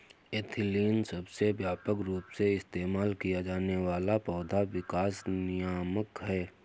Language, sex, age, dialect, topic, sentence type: Hindi, male, 18-24, Awadhi Bundeli, agriculture, statement